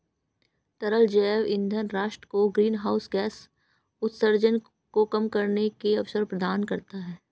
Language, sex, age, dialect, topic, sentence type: Hindi, female, 31-35, Marwari Dhudhari, agriculture, statement